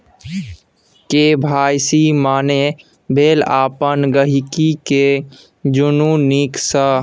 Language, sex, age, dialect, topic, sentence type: Maithili, male, 18-24, Bajjika, banking, statement